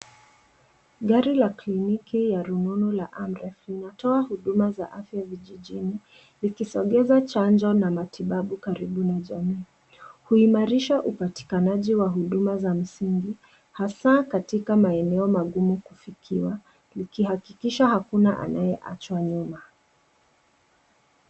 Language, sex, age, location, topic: Swahili, female, 25-35, Nairobi, health